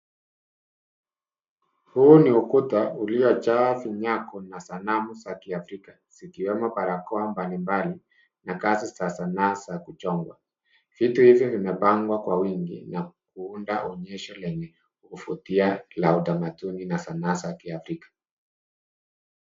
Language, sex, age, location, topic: Swahili, male, 50+, Nairobi, finance